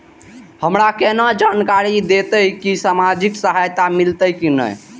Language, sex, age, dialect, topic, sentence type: Maithili, male, 18-24, Eastern / Thethi, banking, question